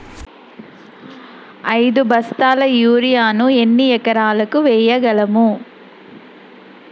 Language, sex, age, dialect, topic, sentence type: Telugu, female, 31-35, Telangana, agriculture, question